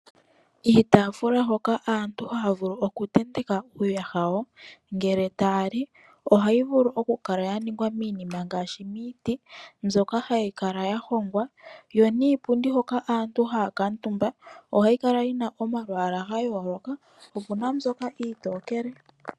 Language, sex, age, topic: Oshiwambo, female, 25-35, finance